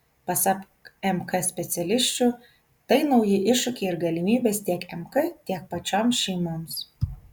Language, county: Lithuanian, Kaunas